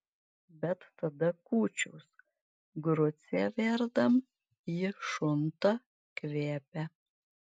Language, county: Lithuanian, Marijampolė